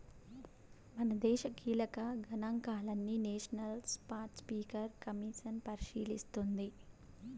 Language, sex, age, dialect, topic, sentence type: Telugu, female, 18-24, Southern, banking, statement